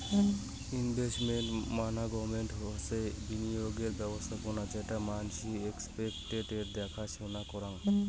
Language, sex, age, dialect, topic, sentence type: Bengali, male, 18-24, Rajbangshi, banking, statement